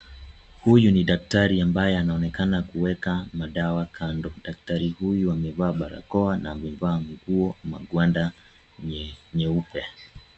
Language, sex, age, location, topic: Swahili, male, 18-24, Kisii, health